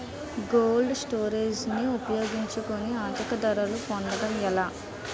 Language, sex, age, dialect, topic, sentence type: Telugu, female, 18-24, Utterandhra, agriculture, question